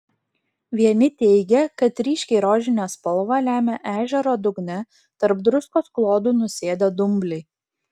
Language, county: Lithuanian, Klaipėda